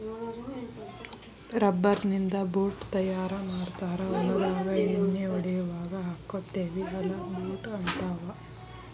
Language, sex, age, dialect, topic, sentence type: Kannada, female, 31-35, Dharwad Kannada, agriculture, statement